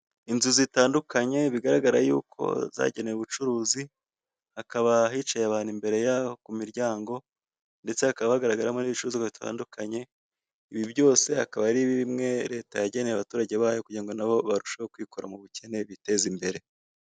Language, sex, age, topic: Kinyarwanda, male, 25-35, government